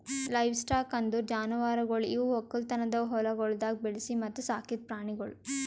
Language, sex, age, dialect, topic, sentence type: Kannada, female, 18-24, Northeastern, agriculture, statement